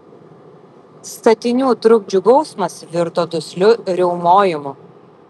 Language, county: Lithuanian, Vilnius